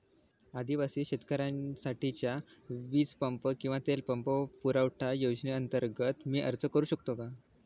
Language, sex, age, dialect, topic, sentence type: Marathi, male, 18-24, Standard Marathi, agriculture, question